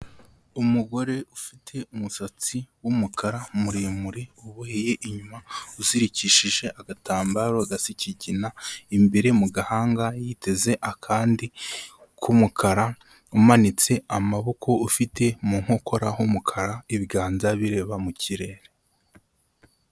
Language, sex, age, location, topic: Kinyarwanda, male, 25-35, Kigali, health